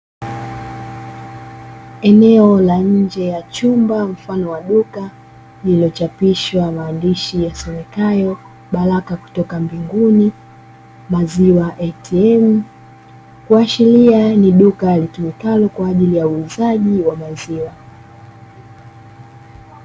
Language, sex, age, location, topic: Swahili, female, 25-35, Dar es Salaam, finance